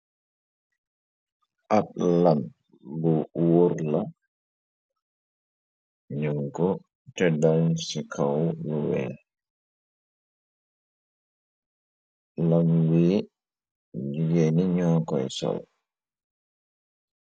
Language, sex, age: Wolof, male, 25-35